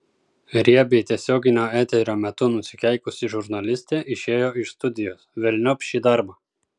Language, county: Lithuanian, Kaunas